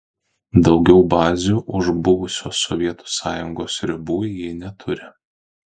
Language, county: Lithuanian, Kaunas